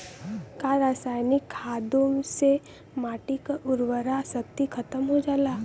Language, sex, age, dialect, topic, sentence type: Bhojpuri, female, 18-24, Western, agriculture, question